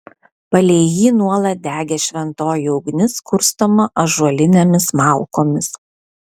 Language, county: Lithuanian, Vilnius